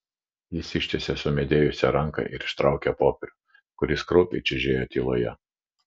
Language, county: Lithuanian, Vilnius